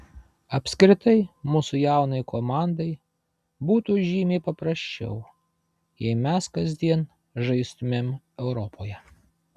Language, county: Lithuanian, Vilnius